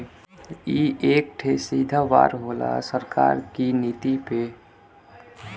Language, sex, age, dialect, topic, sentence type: Bhojpuri, male, 41-45, Western, banking, statement